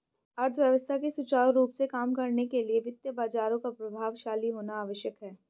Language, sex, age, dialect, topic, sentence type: Hindi, female, 18-24, Hindustani Malvi Khadi Boli, banking, statement